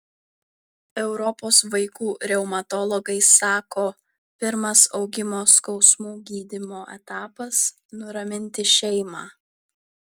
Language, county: Lithuanian, Vilnius